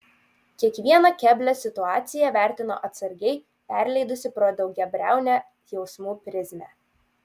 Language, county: Lithuanian, Utena